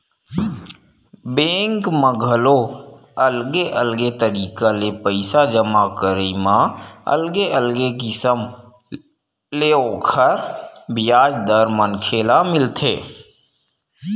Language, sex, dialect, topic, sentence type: Chhattisgarhi, male, Western/Budati/Khatahi, banking, statement